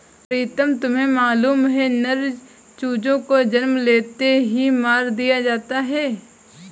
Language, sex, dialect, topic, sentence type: Hindi, female, Kanauji Braj Bhasha, agriculture, statement